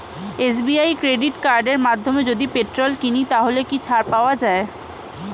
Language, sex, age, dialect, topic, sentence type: Bengali, female, 18-24, Standard Colloquial, banking, question